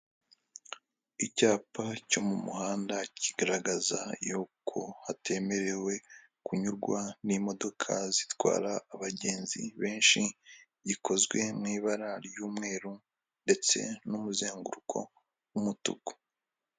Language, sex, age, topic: Kinyarwanda, male, 25-35, government